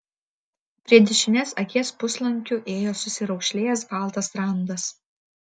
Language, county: Lithuanian, Vilnius